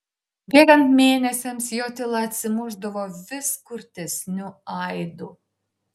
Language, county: Lithuanian, Šiauliai